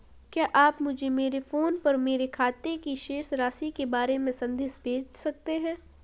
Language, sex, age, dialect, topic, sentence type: Hindi, female, 18-24, Marwari Dhudhari, banking, question